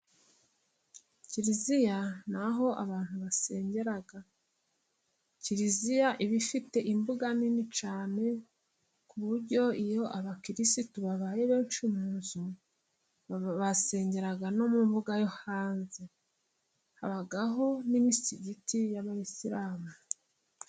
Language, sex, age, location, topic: Kinyarwanda, female, 36-49, Musanze, government